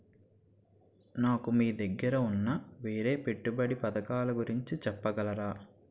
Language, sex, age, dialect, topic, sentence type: Telugu, male, 18-24, Utterandhra, banking, question